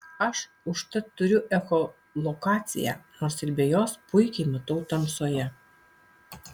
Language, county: Lithuanian, Alytus